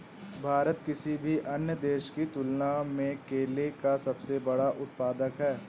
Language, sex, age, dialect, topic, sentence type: Hindi, male, 18-24, Awadhi Bundeli, agriculture, statement